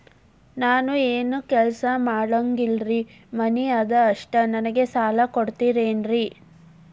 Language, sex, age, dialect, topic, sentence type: Kannada, female, 18-24, Dharwad Kannada, banking, question